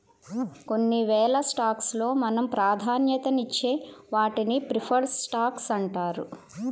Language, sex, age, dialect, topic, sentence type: Telugu, male, 41-45, Central/Coastal, banking, statement